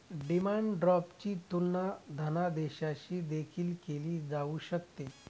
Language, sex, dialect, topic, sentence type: Marathi, male, Northern Konkan, banking, statement